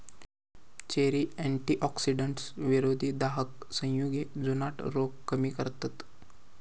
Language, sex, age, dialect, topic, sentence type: Marathi, male, 18-24, Southern Konkan, agriculture, statement